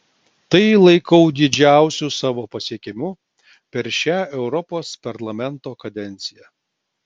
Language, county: Lithuanian, Klaipėda